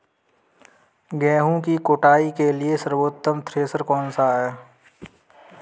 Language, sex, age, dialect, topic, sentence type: Hindi, male, 18-24, Kanauji Braj Bhasha, agriculture, question